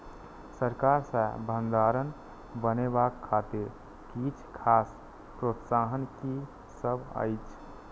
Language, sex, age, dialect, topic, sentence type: Maithili, male, 18-24, Eastern / Thethi, agriculture, question